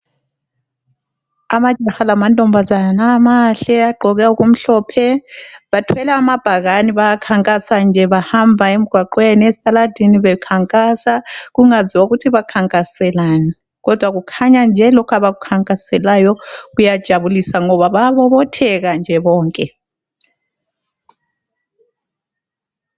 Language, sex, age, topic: North Ndebele, female, 36-49, health